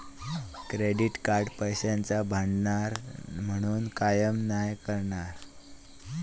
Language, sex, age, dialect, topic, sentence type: Marathi, male, 18-24, Southern Konkan, banking, statement